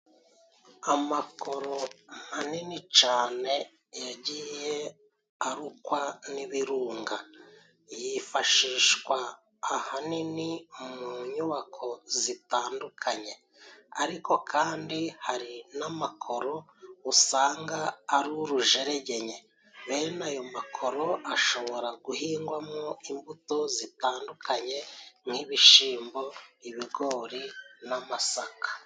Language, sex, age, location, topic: Kinyarwanda, male, 36-49, Musanze, agriculture